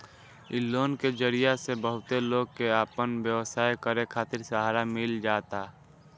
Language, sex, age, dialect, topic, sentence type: Bhojpuri, male, <18, Northern, banking, statement